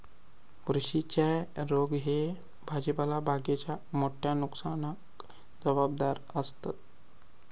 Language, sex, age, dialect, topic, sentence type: Marathi, male, 18-24, Southern Konkan, agriculture, statement